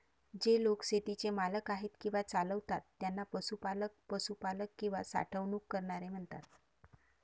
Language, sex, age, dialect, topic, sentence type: Marathi, female, 36-40, Varhadi, agriculture, statement